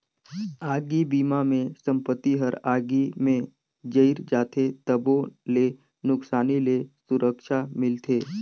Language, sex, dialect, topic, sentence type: Chhattisgarhi, male, Northern/Bhandar, banking, statement